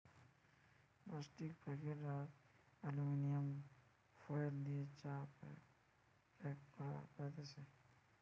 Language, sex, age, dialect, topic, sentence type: Bengali, male, 18-24, Western, agriculture, statement